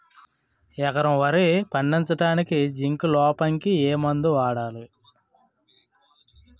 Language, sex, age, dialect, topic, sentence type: Telugu, male, 36-40, Utterandhra, agriculture, question